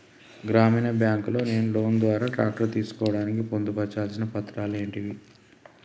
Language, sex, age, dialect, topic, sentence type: Telugu, male, 31-35, Telangana, agriculture, question